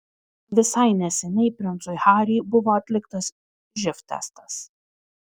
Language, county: Lithuanian, Kaunas